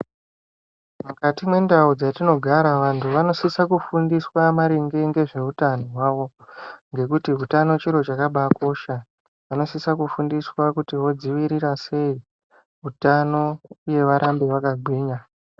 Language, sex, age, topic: Ndau, male, 25-35, health